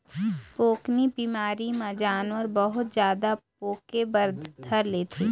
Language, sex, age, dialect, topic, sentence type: Chhattisgarhi, female, 25-30, Eastern, agriculture, statement